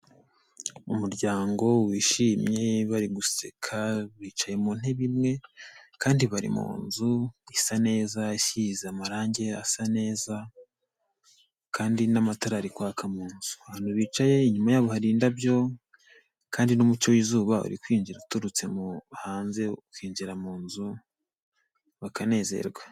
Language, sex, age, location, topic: Kinyarwanda, male, 18-24, Kigali, health